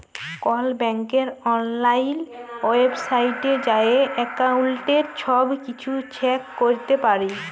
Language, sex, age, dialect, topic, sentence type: Bengali, female, 25-30, Jharkhandi, banking, statement